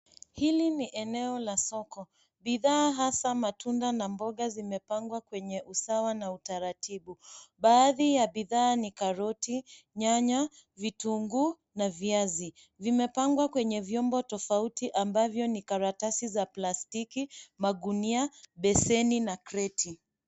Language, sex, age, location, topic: Swahili, female, 25-35, Nairobi, health